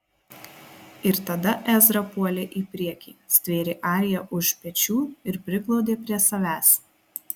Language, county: Lithuanian, Marijampolė